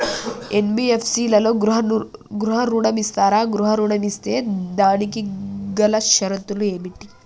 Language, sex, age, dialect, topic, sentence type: Telugu, female, 18-24, Telangana, banking, question